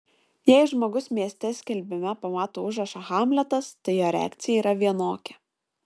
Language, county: Lithuanian, Šiauliai